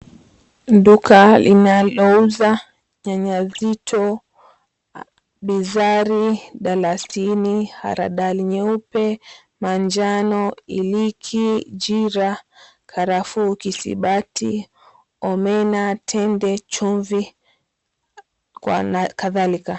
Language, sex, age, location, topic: Swahili, female, 25-35, Mombasa, agriculture